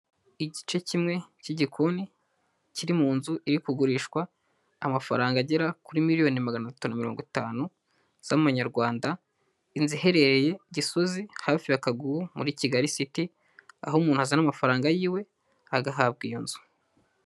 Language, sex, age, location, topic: Kinyarwanda, male, 18-24, Huye, finance